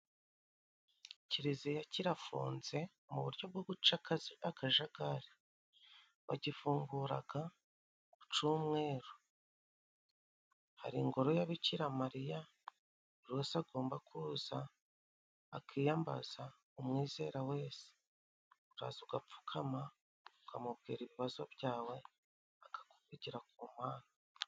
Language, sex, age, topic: Kinyarwanda, female, 36-49, government